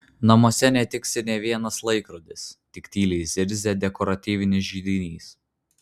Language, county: Lithuanian, Vilnius